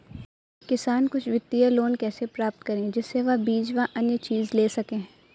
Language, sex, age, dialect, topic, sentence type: Hindi, female, 18-24, Awadhi Bundeli, agriculture, question